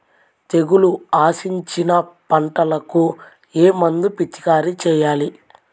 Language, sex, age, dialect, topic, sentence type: Telugu, male, 18-24, Central/Coastal, agriculture, question